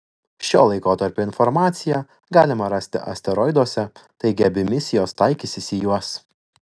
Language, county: Lithuanian, Vilnius